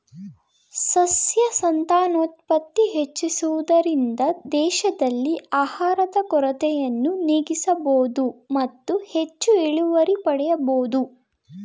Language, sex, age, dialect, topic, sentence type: Kannada, female, 18-24, Mysore Kannada, agriculture, statement